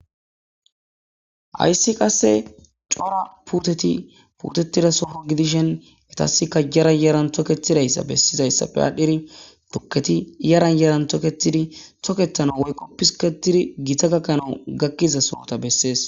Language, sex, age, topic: Gamo, female, 18-24, government